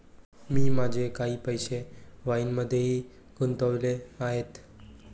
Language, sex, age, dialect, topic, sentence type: Marathi, male, 18-24, Varhadi, banking, statement